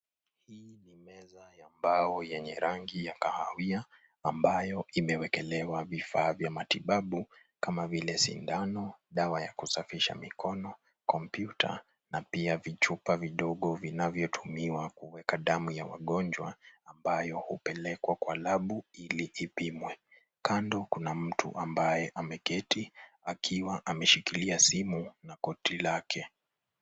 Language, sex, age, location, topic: Swahili, male, 25-35, Nairobi, health